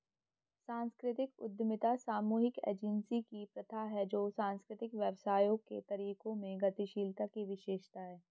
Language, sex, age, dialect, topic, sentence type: Hindi, female, 31-35, Hindustani Malvi Khadi Boli, banking, statement